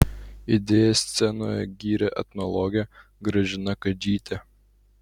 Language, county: Lithuanian, Utena